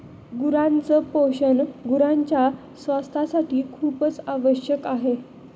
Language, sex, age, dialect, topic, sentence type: Marathi, female, 25-30, Northern Konkan, agriculture, statement